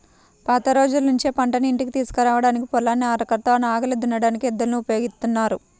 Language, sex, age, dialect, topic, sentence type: Telugu, male, 36-40, Central/Coastal, agriculture, statement